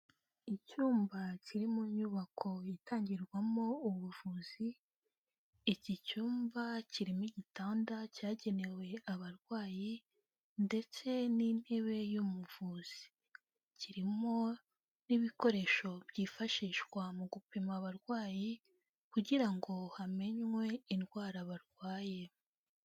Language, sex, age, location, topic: Kinyarwanda, female, 18-24, Kigali, health